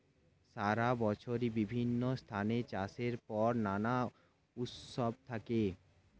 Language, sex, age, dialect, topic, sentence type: Bengali, male, 18-24, Standard Colloquial, agriculture, statement